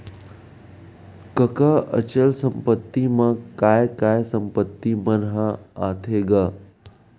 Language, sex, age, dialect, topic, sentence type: Chhattisgarhi, male, 31-35, Western/Budati/Khatahi, banking, statement